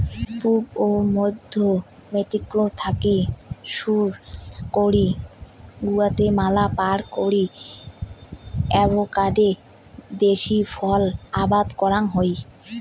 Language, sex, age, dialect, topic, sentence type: Bengali, female, 18-24, Rajbangshi, agriculture, statement